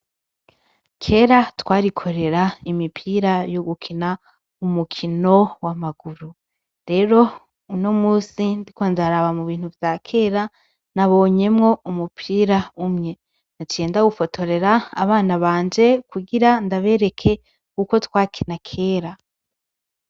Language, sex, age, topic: Rundi, female, 25-35, education